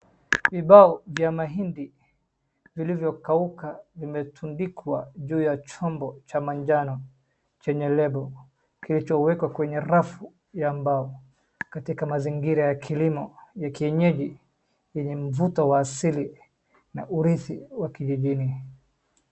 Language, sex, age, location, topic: Swahili, male, 25-35, Wajir, agriculture